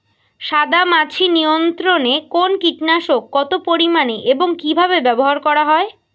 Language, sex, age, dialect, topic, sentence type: Bengali, female, 18-24, Rajbangshi, agriculture, question